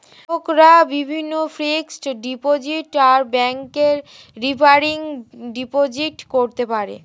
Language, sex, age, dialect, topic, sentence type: Bengali, female, 18-24, Standard Colloquial, banking, statement